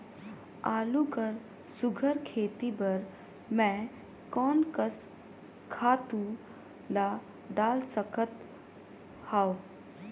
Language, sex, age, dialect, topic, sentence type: Chhattisgarhi, female, 31-35, Northern/Bhandar, agriculture, question